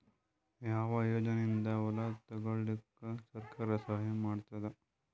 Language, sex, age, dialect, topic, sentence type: Kannada, male, 18-24, Northeastern, agriculture, question